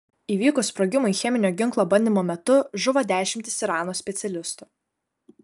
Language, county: Lithuanian, Kaunas